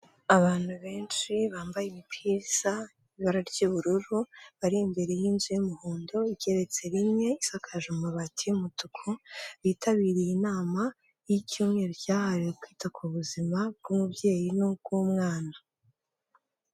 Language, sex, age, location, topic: Kinyarwanda, female, 18-24, Kigali, health